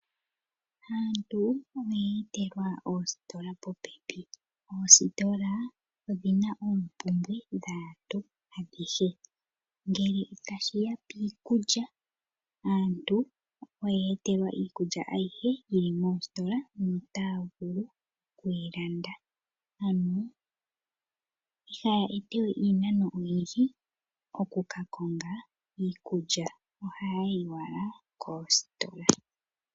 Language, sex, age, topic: Oshiwambo, female, 25-35, finance